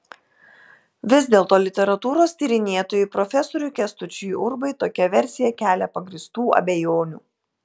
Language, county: Lithuanian, Telšiai